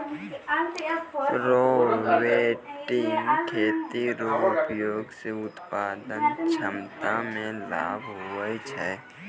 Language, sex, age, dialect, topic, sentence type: Maithili, male, 18-24, Angika, agriculture, statement